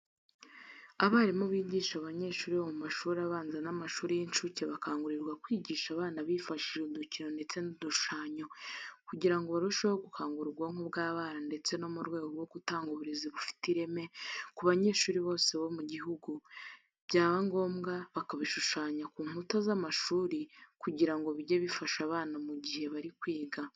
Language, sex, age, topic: Kinyarwanda, female, 25-35, education